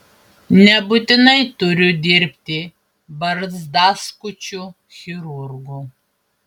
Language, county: Lithuanian, Panevėžys